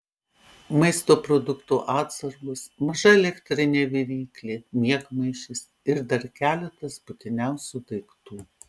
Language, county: Lithuanian, Panevėžys